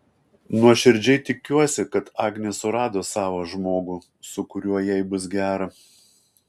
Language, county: Lithuanian, Kaunas